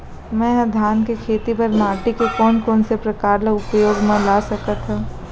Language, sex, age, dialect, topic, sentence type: Chhattisgarhi, female, 25-30, Central, agriculture, question